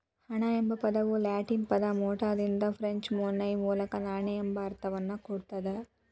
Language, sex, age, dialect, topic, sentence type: Kannada, female, 18-24, Dharwad Kannada, banking, statement